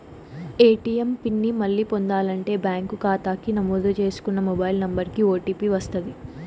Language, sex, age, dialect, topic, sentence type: Telugu, female, 18-24, Southern, banking, statement